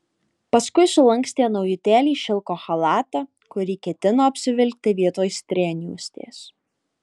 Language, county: Lithuanian, Alytus